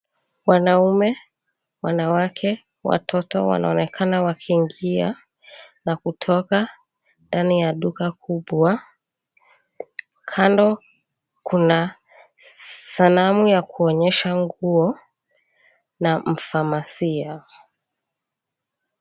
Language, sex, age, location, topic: Swahili, female, 25-35, Mombasa, government